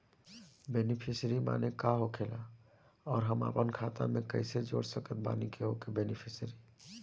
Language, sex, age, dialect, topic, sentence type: Bhojpuri, male, 18-24, Southern / Standard, banking, question